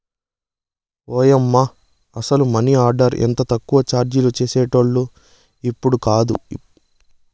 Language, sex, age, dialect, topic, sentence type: Telugu, male, 25-30, Southern, banking, statement